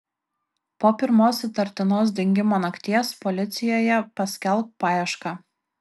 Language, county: Lithuanian, Kaunas